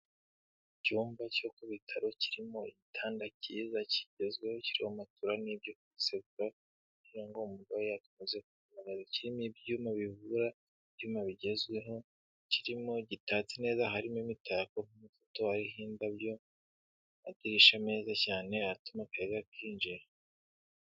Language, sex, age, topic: Kinyarwanda, male, 18-24, health